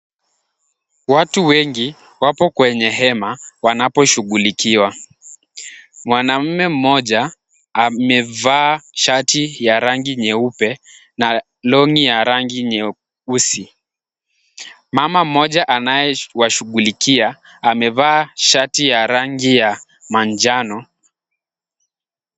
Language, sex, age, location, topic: Swahili, male, 18-24, Kisumu, health